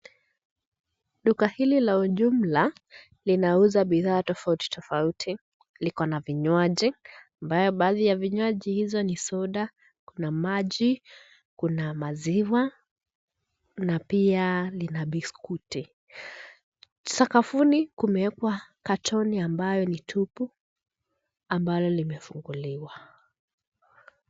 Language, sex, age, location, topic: Swahili, female, 25-35, Nairobi, finance